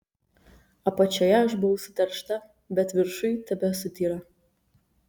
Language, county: Lithuanian, Kaunas